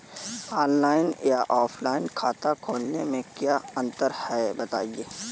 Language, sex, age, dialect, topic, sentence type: Hindi, male, 18-24, Kanauji Braj Bhasha, banking, question